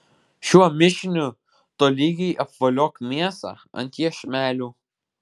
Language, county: Lithuanian, Vilnius